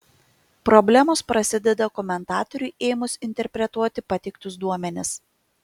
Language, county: Lithuanian, Kaunas